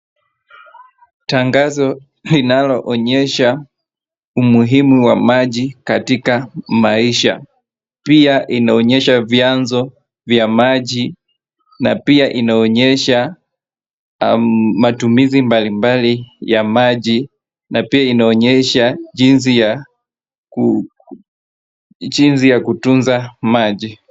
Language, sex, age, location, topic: Swahili, male, 25-35, Wajir, education